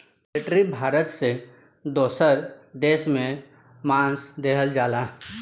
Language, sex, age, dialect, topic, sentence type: Bhojpuri, male, 18-24, Southern / Standard, agriculture, statement